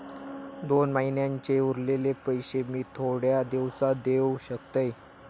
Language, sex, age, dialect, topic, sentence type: Marathi, male, 18-24, Southern Konkan, banking, question